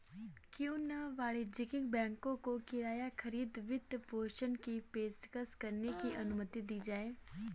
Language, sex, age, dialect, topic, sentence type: Hindi, female, 18-24, Kanauji Braj Bhasha, banking, statement